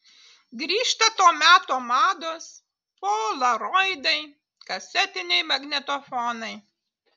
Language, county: Lithuanian, Utena